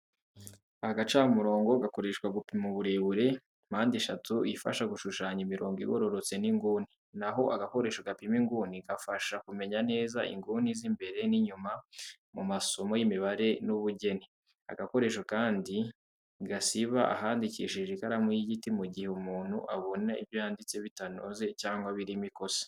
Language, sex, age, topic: Kinyarwanda, male, 18-24, education